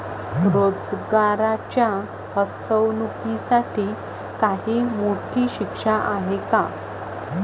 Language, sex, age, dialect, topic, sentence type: Marathi, female, 25-30, Varhadi, banking, statement